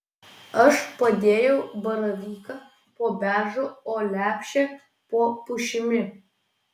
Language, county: Lithuanian, Vilnius